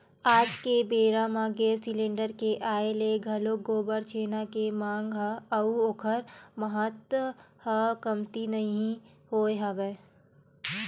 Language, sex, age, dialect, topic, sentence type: Chhattisgarhi, female, 25-30, Western/Budati/Khatahi, agriculture, statement